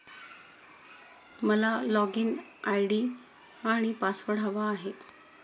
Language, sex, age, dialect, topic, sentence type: Marathi, female, 36-40, Standard Marathi, banking, statement